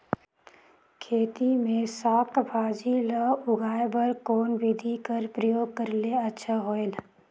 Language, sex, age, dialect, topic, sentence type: Chhattisgarhi, female, 18-24, Northern/Bhandar, agriculture, question